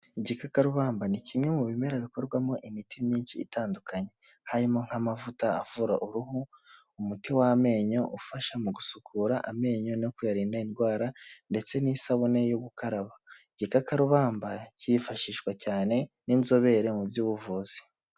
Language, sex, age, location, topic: Kinyarwanda, male, 18-24, Huye, health